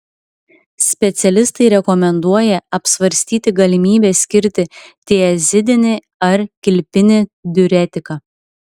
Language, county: Lithuanian, Klaipėda